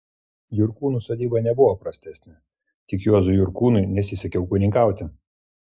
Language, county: Lithuanian, Klaipėda